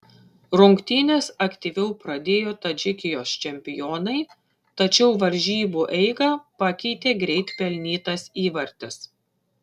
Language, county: Lithuanian, Šiauliai